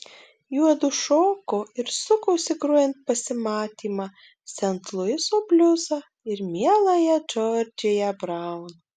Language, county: Lithuanian, Marijampolė